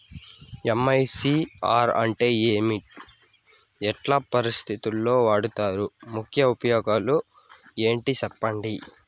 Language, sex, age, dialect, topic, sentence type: Telugu, male, 18-24, Southern, banking, question